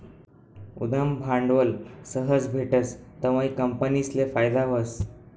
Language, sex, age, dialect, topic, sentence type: Marathi, male, 18-24, Northern Konkan, banking, statement